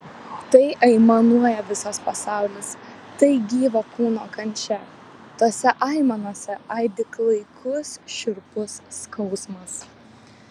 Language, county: Lithuanian, Vilnius